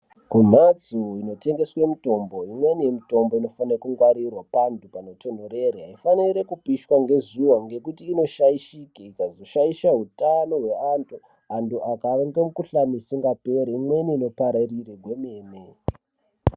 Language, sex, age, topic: Ndau, male, 18-24, health